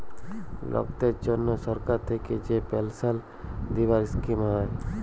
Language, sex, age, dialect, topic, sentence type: Bengali, female, 31-35, Jharkhandi, banking, statement